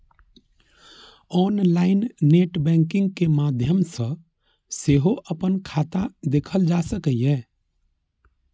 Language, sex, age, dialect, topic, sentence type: Maithili, male, 31-35, Eastern / Thethi, banking, statement